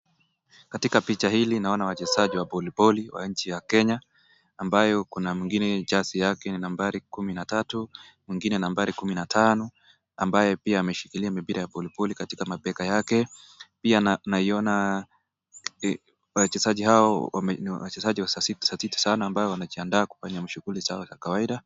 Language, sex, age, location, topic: Swahili, male, 25-35, Nakuru, government